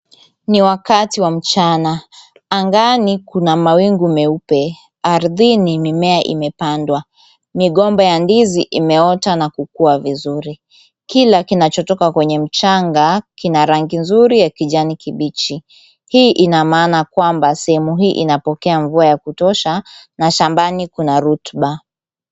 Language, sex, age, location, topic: Swahili, female, 18-24, Kisumu, agriculture